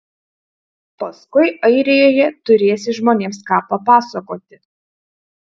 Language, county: Lithuanian, Utena